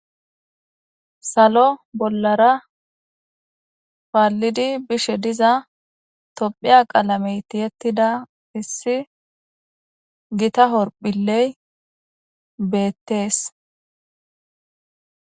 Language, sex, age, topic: Gamo, female, 18-24, government